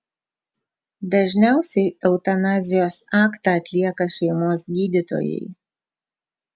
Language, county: Lithuanian, Vilnius